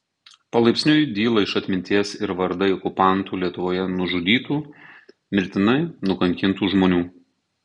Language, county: Lithuanian, Tauragė